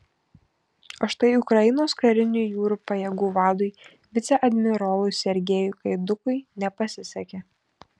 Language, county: Lithuanian, Šiauliai